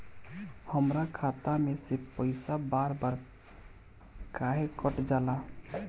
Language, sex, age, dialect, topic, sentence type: Bhojpuri, male, 18-24, Northern, banking, question